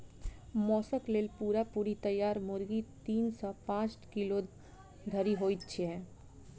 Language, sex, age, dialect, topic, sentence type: Maithili, female, 25-30, Southern/Standard, agriculture, statement